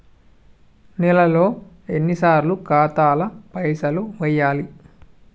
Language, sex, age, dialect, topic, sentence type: Telugu, male, 18-24, Telangana, banking, question